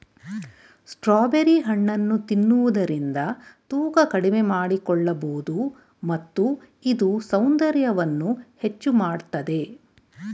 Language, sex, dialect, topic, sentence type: Kannada, female, Mysore Kannada, agriculture, statement